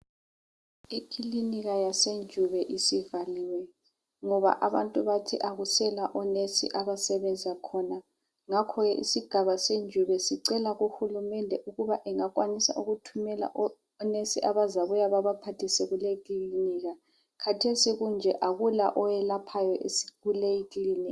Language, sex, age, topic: North Ndebele, female, 50+, health